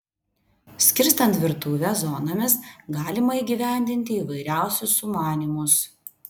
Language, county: Lithuanian, Vilnius